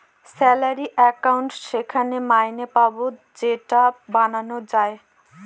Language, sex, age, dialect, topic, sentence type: Bengali, female, 25-30, Northern/Varendri, banking, statement